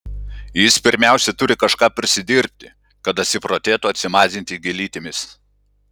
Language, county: Lithuanian, Klaipėda